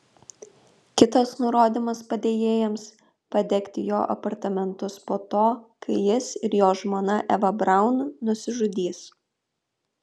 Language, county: Lithuanian, Kaunas